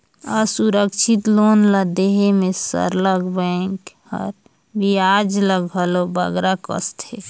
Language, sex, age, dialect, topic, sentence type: Chhattisgarhi, female, 31-35, Northern/Bhandar, banking, statement